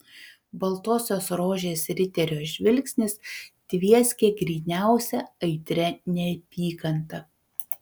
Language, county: Lithuanian, Panevėžys